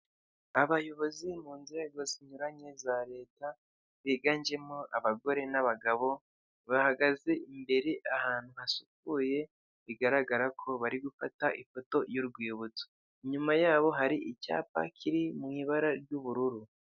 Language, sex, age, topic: Kinyarwanda, male, 25-35, government